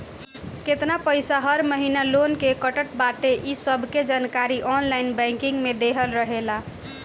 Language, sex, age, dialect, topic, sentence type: Bhojpuri, female, 18-24, Northern, banking, statement